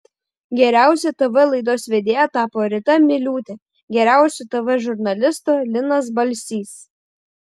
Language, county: Lithuanian, Šiauliai